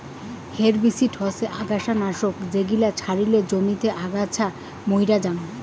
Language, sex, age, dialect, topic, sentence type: Bengali, female, 25-30, Rajbangshi, agriculture, statement